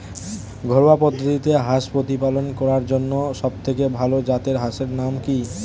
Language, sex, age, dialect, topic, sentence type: Bengali, male, 18-24, Standard Colloquial, agriculture, question